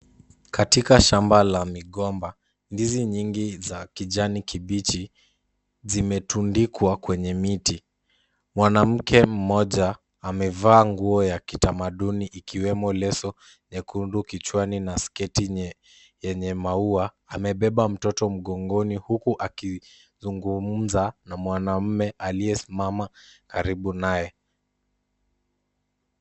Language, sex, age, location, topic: Swahili, male, 18-24, Kisumu, agriculture